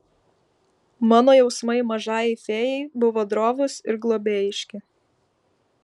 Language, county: Lithuanian, Vilnius